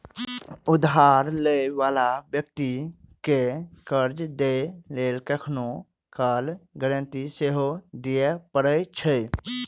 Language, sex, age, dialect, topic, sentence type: Maithili, male, 25-30, Eastern / Thethi, banking, statement